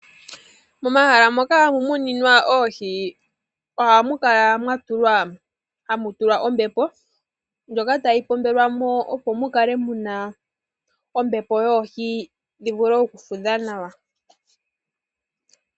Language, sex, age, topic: Oshiwambo, male, 18-24, agriculture